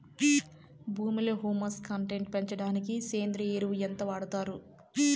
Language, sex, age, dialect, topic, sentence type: Telugu, female, 18-24, Southern, agriculture, question